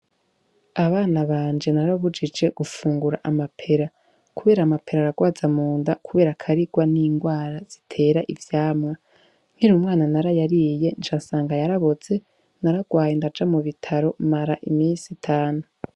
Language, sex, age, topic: Rundi, female, 18-24, agriculture